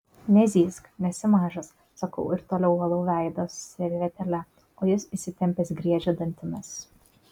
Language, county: Lithuanian, Kaunas